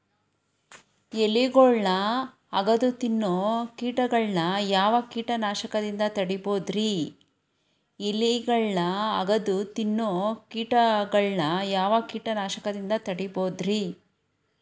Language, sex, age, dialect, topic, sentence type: Kannada, female, 31-35, Dharwad Kannada, agriculture, question